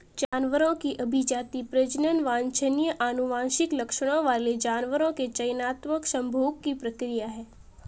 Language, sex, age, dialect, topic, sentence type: Hindi, female, 18-24, Marwari Dhudhari, agriculture, statement